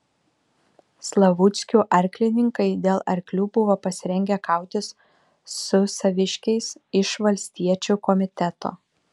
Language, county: Lithuanian, Vilnius